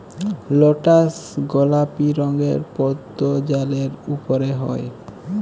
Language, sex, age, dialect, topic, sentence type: Bengali, male, 18-24, Jharkhandi, agriculture, statement